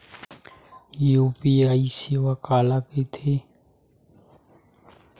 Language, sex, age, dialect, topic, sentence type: Chhattisgarhi, male, 41-45, Western/Budati/Khatahi, banking, question